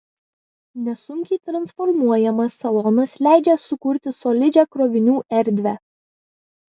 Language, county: Lithuanian, Vilnius